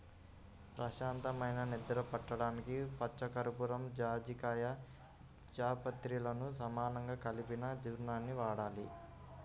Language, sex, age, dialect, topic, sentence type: Telugu, male, 56-60, Central/Coastal, agriculture, statement